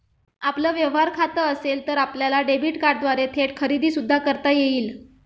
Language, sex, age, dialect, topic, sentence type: Marathi, female, 25-30, Standard Marathi, banking, statement